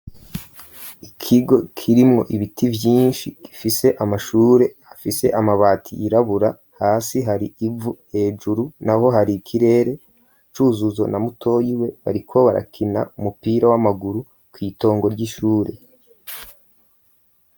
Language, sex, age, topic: Rundi, male, 25-35, education